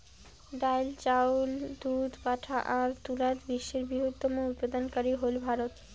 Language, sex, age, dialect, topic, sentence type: Bengali, female, 18-24, Rajbangshi, agriculture, statement